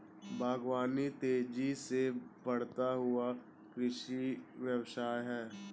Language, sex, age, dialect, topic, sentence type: Hindi, male, 18-24, Awadhi Bundeli, agriculture, statement